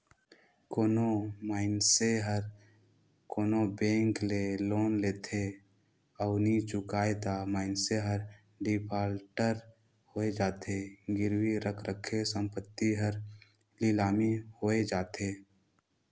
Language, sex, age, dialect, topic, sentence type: Chhattisgarhi, male, 18-24, Northern/Bhandar, banking, statement